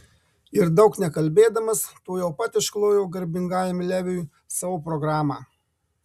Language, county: Lithuanian, Marijampolė